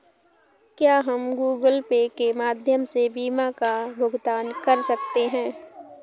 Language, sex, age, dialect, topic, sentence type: Hindi, female, 18-24, Awadhi Bundeli, banking, question